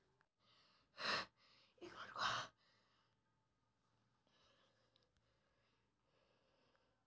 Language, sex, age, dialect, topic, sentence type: Hindi, male, 18-24, Kanauji Braj Bhasha, agriculture, question